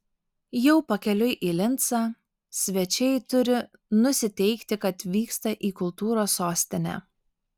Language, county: Lithuanian, Alytus